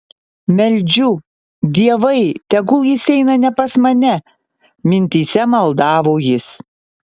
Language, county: Lithuanian, Panevėžys